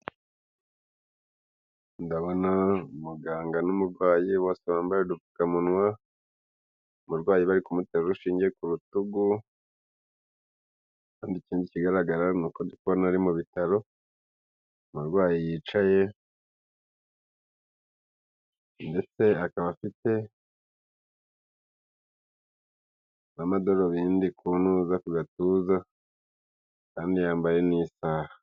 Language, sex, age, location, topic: Kinyarwanda, male, 25-35, Kigali, health